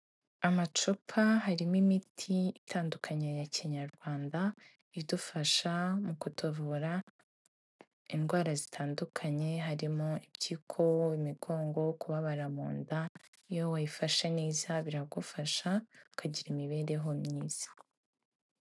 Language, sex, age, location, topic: Kinyarwanda, female, 18-24, Kigali, health